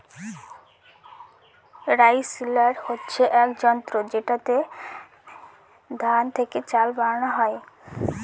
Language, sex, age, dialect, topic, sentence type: Bengali, female, <18, Northern/Varendri, agriculture, statement